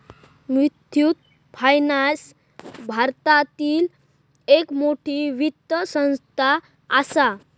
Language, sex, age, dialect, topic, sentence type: Marathi, male, 18-24, Southern Konkan, banking, statement